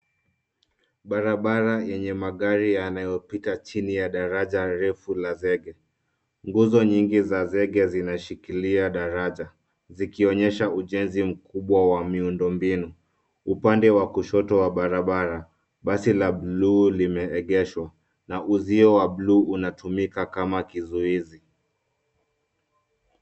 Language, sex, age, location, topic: Swahili, male, 25-35, Nairobi, government